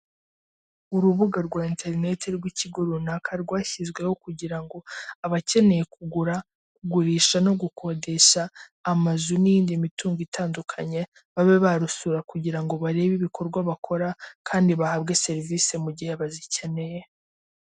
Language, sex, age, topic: Kinyarwanda, female, 18-24, finance